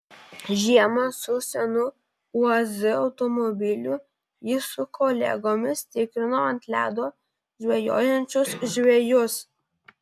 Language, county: Lithuanian, Vilnius